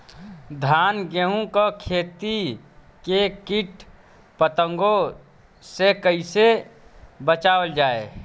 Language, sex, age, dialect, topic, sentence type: Bhojpuri, male, 31-35, Western, agriculture, question